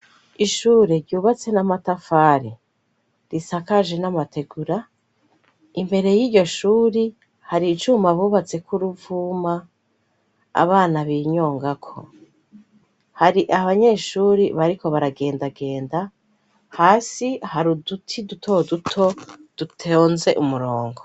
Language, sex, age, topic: Rundi, female, 36-49, education